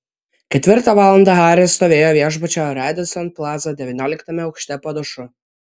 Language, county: Lithuanian, Vilnius